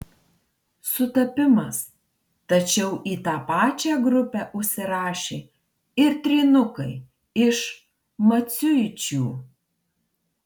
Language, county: Lithuanian, Marijampolė